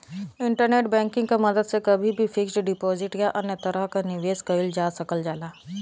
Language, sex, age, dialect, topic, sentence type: Bhojpuri, female, 25-30, Western, banking, statement